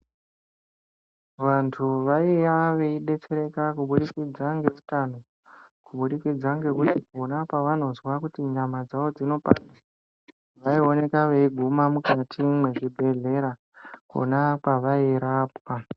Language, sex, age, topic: Ndau, male, 18-24, health